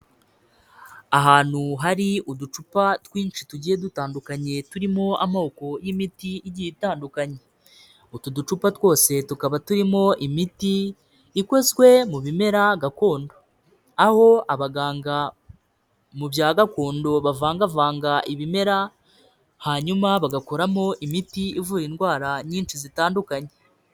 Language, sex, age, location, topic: Kinyarwanda, male, 25-35, Kigali, health